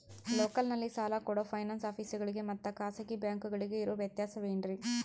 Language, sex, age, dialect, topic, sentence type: Kannada, female, 25-30, Central, banking, question